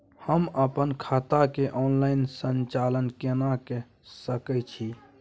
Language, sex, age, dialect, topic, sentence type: Maithili, male, 18-24, Bajjika, banking, question